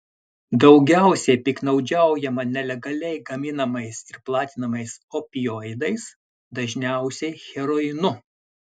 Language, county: Lithuanian, Klaipėda